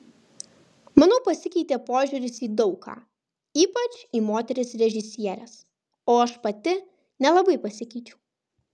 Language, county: Lithuanian, Kaunas